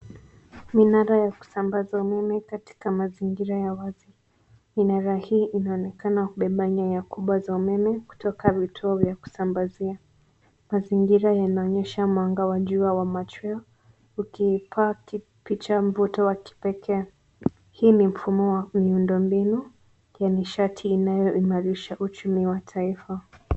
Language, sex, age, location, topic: Swahili, female, 18-24, Nairobi, government